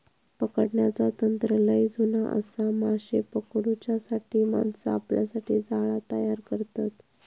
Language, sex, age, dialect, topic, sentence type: Marathi, female, 31-35, Southern Konkan, agriculture, statement